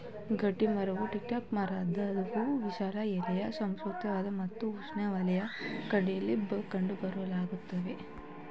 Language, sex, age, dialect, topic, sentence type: Kannada, female, 18-24, Mysore Kannada, agriculture, statement